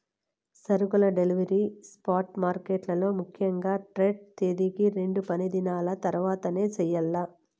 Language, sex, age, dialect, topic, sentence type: Telugu, female, 18-24, Southern, banking, statement